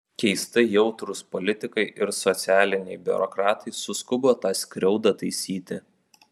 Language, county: Lithuanian, Vilnius